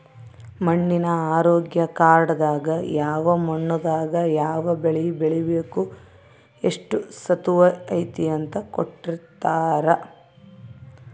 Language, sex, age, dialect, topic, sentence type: Kannada, female, 31-35, Central, agriculture, statement